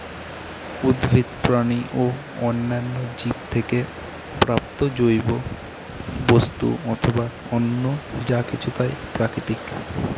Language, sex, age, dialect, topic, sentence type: Bengali, male, 18-24, Northern/Varendri, agriculture, statement